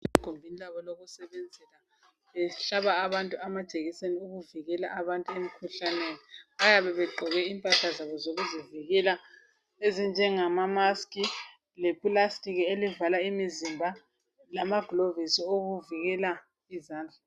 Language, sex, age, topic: North Ndebele, female, 25-35, health